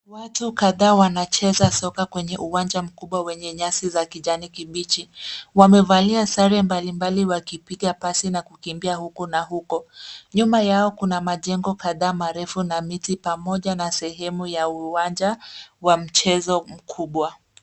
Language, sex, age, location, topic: Swahili, female, 18-24, Nairobi, education